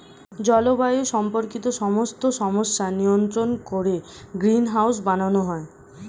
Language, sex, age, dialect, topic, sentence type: Bengali, female, 18-24, Standard Colloquial, agriculture, statement